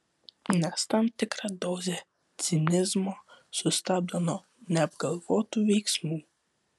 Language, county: Lithuanian, Vilnius